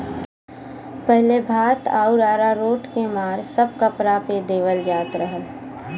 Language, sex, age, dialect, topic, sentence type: Bhojpuri, female, 25-30, Western, agriculture, statement